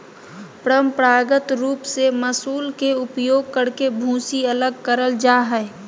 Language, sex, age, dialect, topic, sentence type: Magahi, female, 18-24, Southern, agriculture, statement